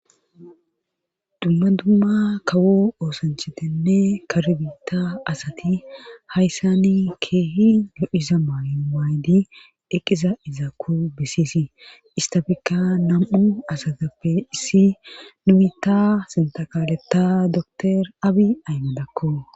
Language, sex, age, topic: Gamo, female, 18-24, government